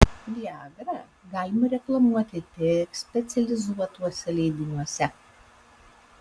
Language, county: Lithuanian, Alytus